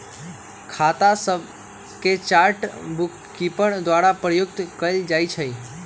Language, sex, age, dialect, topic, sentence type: Magahi, male, 18-24, Western, banking, statement